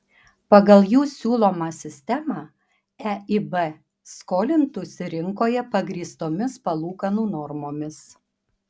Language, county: Lithuanian, Panevėžys